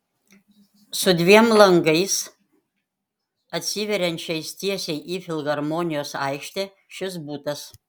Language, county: Lithuanian, Panevėžys